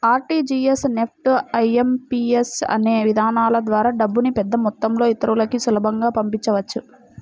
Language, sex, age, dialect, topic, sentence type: Telugu, female, 18-24, Central/Coastal, banking, statement